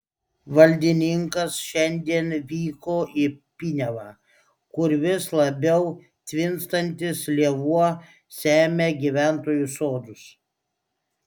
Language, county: Lithuanian, Klaipėda